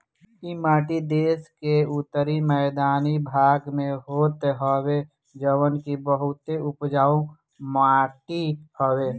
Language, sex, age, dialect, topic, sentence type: Bhojpuri, male, 18-24, Northern, agriculture, statement